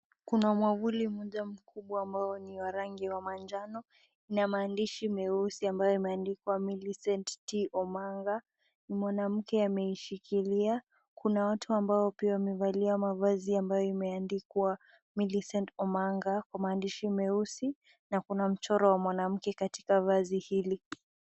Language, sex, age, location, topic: Swahili, female, 18-24, Nakuru, government